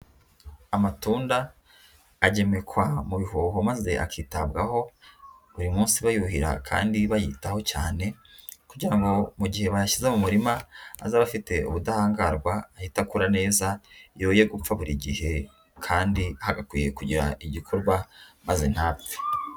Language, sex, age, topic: Kinyarwanda, female, 18-24, agriculture